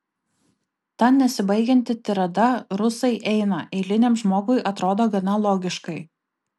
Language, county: Lithuanian, Kaunas